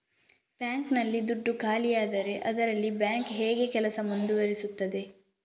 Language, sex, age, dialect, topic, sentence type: Kannada, female, 36-40, Coastal/Dakshin, banking, question